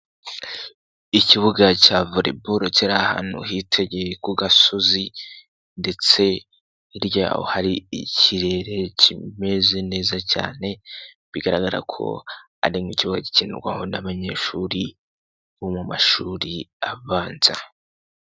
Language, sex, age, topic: Kinyarwanda, male, 18-24, education